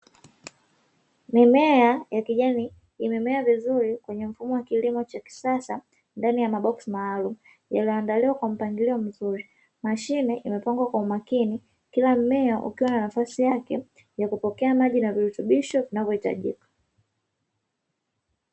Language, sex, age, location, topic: Swahili, female, 25-35, Dar es Salaam, agriculture